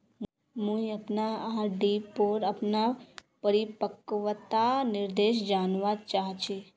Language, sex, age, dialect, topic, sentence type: Magahi, female, 18-24, Northeastern/Surjapuri, banking, statement